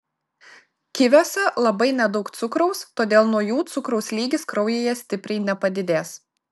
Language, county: Lithuanian, Klaipėda